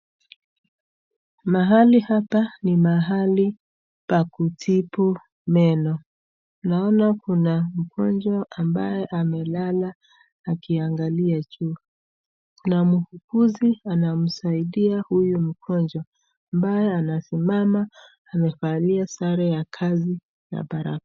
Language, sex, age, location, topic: Swahili, female, 36-49, Nakuru, health